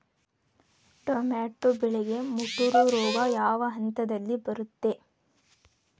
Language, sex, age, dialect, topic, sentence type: Kannada, female, 18-24, Dharwad Kannada, agriculture, question